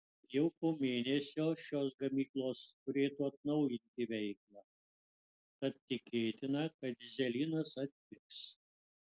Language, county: Lithuanian, Utena